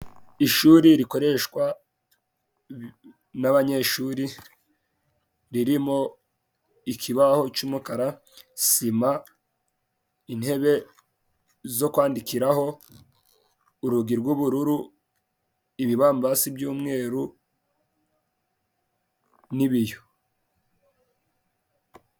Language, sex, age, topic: Kinyarwanda, male, 18-24, education